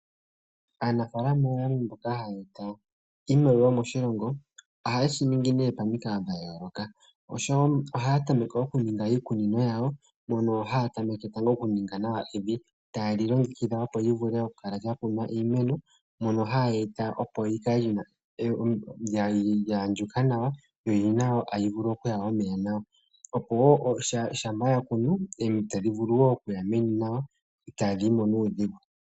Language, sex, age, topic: Oshiwambo, male, 25-35, agriculture